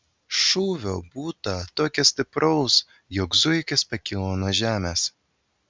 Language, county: Lithuanian, Vilnius